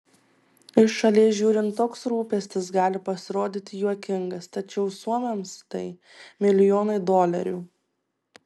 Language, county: Lithuanian, Tauragė